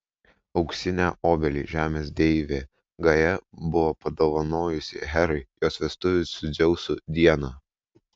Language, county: Lithuanian, Vilnius